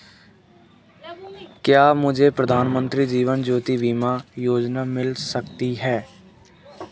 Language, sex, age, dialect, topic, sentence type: Hindi, male, 18-24, Marwari Dhudhari, banking, question